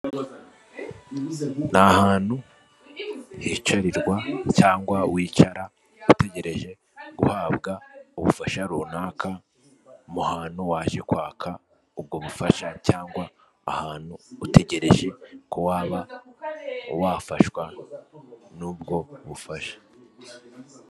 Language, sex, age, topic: Kinyarwanda, male, 18-24, finance